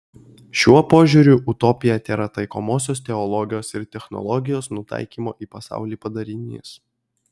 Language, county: Lithuanian, Kaunas